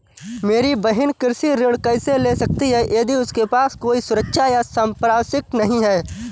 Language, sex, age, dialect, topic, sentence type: Hindi, male, 18-24, Awadhi Bundeli, agriculture, statement